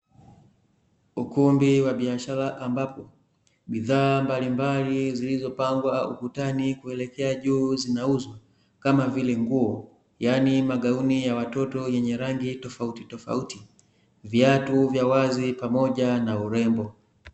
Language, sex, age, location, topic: Swahili, male, 25-35, Dar es Salaam, finance